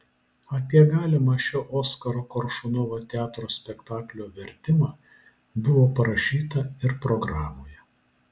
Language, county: Lithuanian, Vilnius